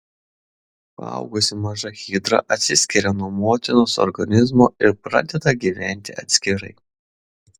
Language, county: Lithuanian, Šiauliai